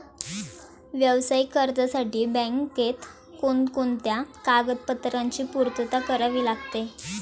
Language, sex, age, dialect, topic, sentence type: Marathi, female, 18-24, Standard Marathi, banking, question